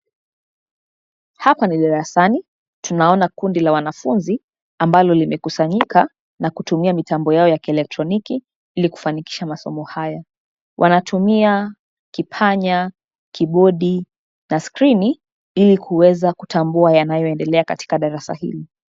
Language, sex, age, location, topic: Swahili, female, 25-35, Nairobi, education